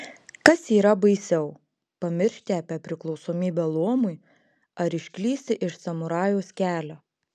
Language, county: Lithuanian, Klaipėda